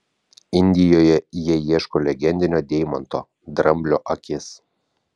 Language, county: Lithuanian, Vilnius